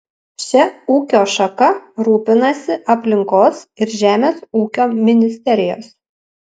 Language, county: Lithuanian, Panevėžys